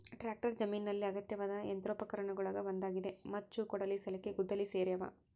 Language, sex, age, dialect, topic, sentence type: Kannada, female, 18-24, Central, agriculture, statement